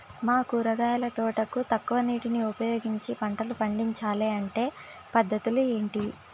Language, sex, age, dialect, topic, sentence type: Telugu, female, 25-30, Telangana, agriculture, question